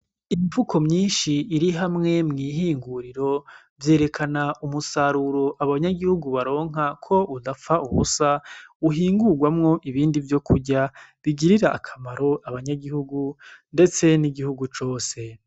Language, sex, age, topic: Rundi, male, 25-35, agriculture